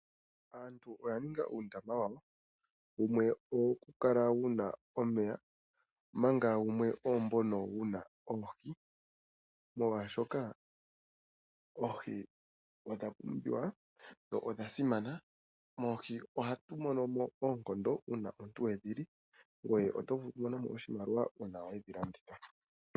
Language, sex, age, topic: Oshiwambo, male, 25-35, agriculture